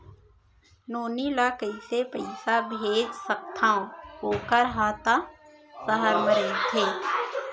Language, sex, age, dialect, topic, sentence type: Chhattisgarhi, female, 25-30, Central, banking, question